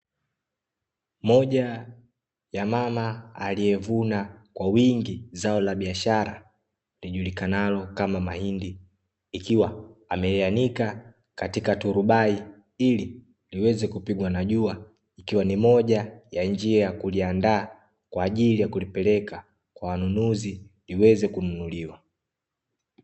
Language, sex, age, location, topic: Swahili, male, 18-24, Dar es Salaam, agriculture